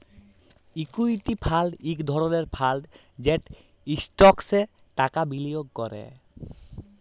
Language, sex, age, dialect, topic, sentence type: Bengali, male, 18-24, Jharkhandi, banking, statement